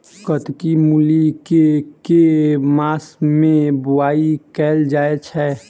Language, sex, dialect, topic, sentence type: Maithili, male, Southern/Standard, agriculture, question